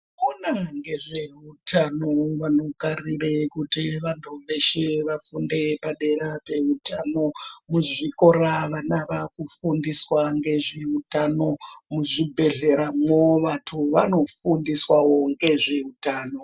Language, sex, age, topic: Ndau, female, 36-49, health